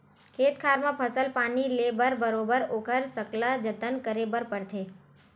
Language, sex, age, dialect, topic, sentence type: Chhattisgarhi, female, 25-30, Western/Budati/Khatahi, agriculture, statement